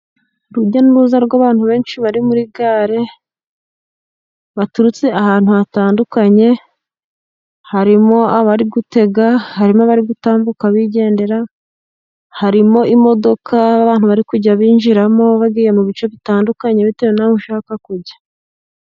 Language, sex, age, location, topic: Kinyarwanda, female, 25-35, Musanze, government